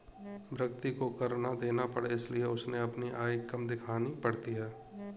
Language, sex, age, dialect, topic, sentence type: Hindi, male, 18-24, Kanauji Braj Bhasha, banking, statement